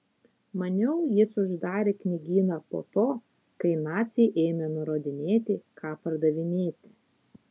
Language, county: Lithuanian, Utena